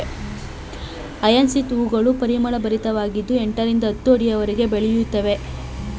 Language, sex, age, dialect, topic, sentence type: Kannada, female, 25-30, Mysore Kannada, agriculture, statement